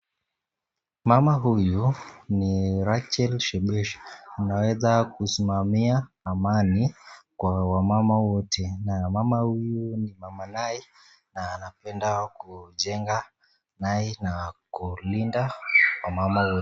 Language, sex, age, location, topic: Swahili, male, 18-24, Nakuru, government